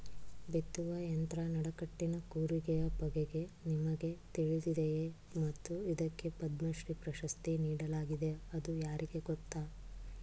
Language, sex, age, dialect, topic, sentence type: Kannada, female, 36-40, Mysore Kannada, agriculture, question